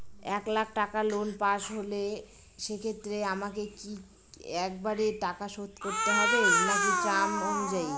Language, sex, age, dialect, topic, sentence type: Bengali, female, 25-30, Northern/Varendri, banking, question